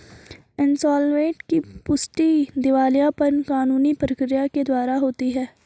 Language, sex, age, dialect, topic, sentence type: Hindi, female, 18-24, Garhwali, banking, statement